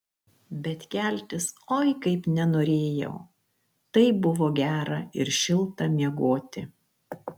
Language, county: Lithuanian, Kaunas